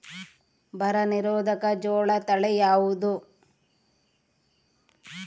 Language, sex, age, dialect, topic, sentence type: Kannada, female, 36-40, Central, agriculture, question